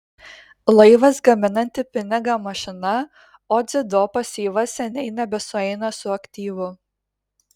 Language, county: Lithuanian, Kaunas